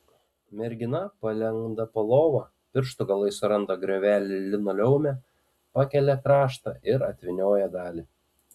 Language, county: Lithuanian, Panevėžys